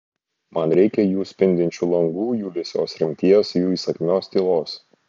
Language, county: Lithuanian, Šiauliai